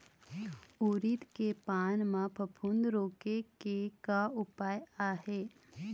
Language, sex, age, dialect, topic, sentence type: Chhattisgarhi, female, 25-30, Eastern, agriculture, question